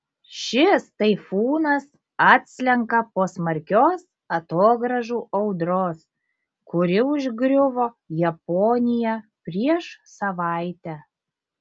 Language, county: Lithuanian, Šiauliai